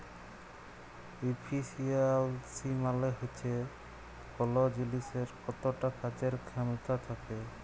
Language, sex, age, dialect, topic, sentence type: Bengali, male, 31-35, Jharkhandi, agriculture, statement